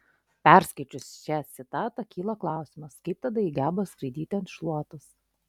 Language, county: Lithuanian, Klaipėda